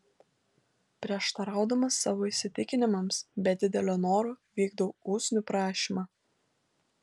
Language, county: Lithuanian, Kaunas